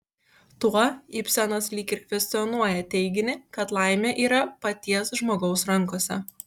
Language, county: Lithuanian, Kaunas